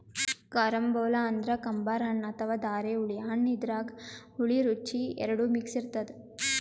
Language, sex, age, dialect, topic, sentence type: Kannada, female, 18-24, Northeastern, agriculture, statement